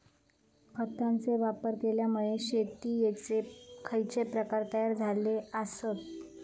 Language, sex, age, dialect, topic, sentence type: Marathi, female, 25-30, Southern Konkan, agriculture, question